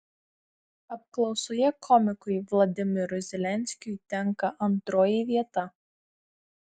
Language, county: Lithuanian, Marijampolė